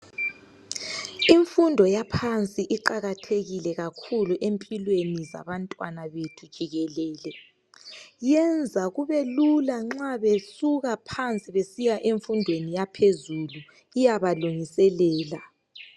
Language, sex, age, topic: North Ndebele, female, 25-35, education